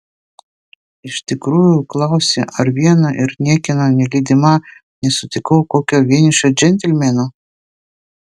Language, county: Lithuanian, Vilnius